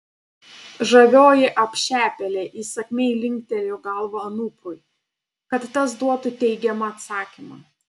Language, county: Lithuanian, Panevėžys